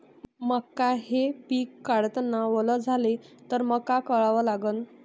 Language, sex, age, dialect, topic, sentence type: Marathi, female, 46-50, Varhadi, agriculture, question